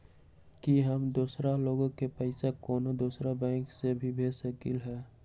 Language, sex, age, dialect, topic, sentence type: Magahi, male, 18-24, Western, banking, statement